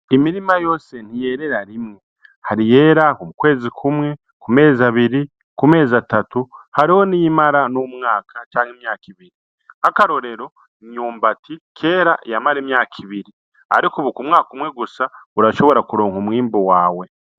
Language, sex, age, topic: Rundi, male, 36-49, agriculture